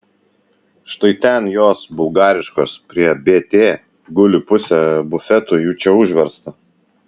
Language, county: Lithuanian, Vilnius